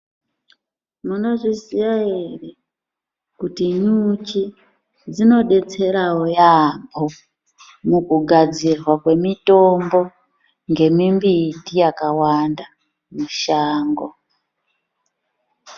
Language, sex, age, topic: Ndau, female, 36-49, health